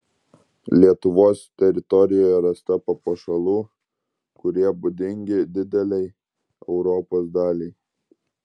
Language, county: Lithuanian, Klaipėda